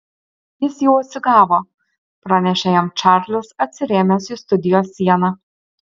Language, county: Lithuanian, Alytus